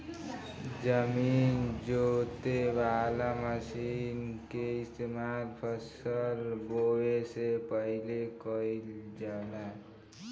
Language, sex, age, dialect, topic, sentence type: Bhojpuri, male, 18-24, Northern, agriculture, statement